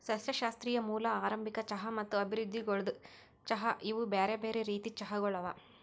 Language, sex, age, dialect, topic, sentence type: Kannada, female, 56-60, Northeastern, agriculture, statement